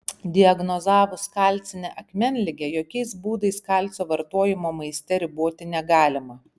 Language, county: Lithuanian, Panevėžys